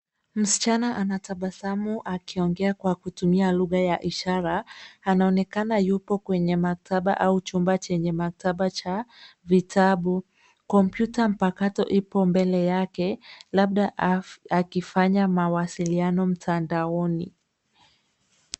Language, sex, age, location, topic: Swahili, female, 18-24, Nairobi, education